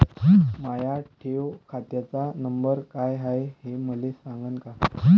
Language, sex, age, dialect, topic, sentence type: Marathi, male, 18-24, Varhadi, banking, question